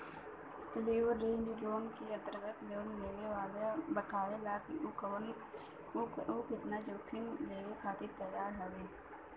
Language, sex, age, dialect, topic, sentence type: Bhojpuri, female, 18-24, Western, banking, statement